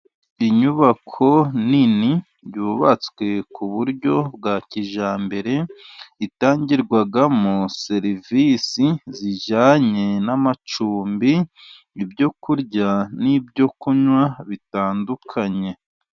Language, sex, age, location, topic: Kinyarwanda, male, 36-49, Burera, finance